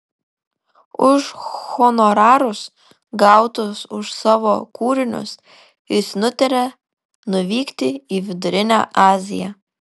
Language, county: Lithuanian, Kaunas